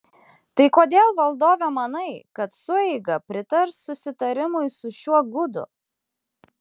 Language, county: Lithuanian, Klaipėda